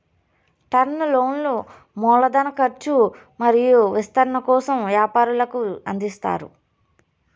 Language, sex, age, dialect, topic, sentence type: Telugu, female, 25-30, Southern, banking, statement